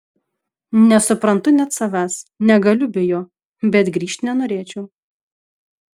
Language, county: Lithuanian, Šiauliai